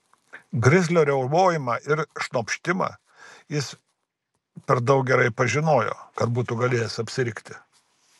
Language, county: Lithuanian, Kaunas